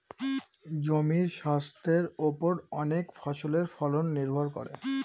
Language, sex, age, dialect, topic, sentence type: Bengali, female, 36-40, Northern/Varendri, agriculture, statement